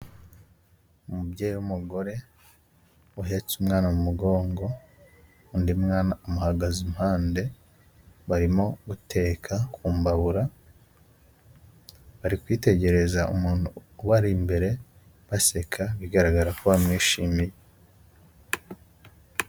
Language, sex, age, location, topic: Kinyarwanda, male, 25-35, Huye, health